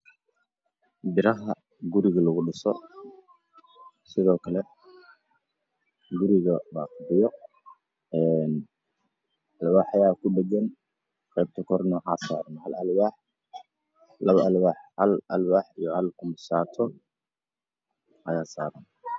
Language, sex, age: Somali, male, 18-24